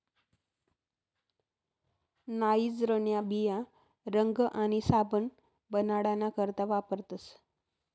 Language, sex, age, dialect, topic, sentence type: Marathi, female, 36-40, Northern Konkan, agriculture, statement